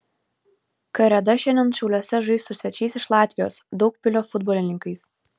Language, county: Lithuanian, Vilnius